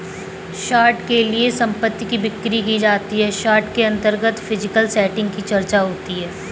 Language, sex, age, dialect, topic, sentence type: Hindi, female, 18-24, Kanauji Braj Bhasha, banking, statement